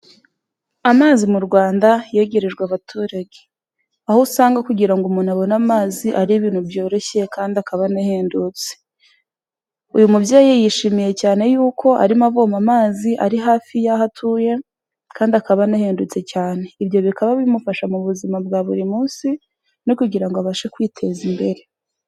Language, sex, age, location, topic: Kinyarwanda, female, 18-24, Kigali, health